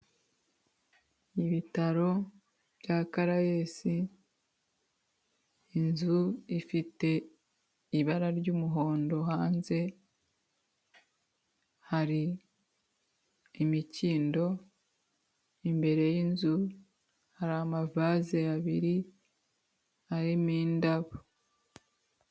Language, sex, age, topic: Kinyarwanda, female, 25-35, health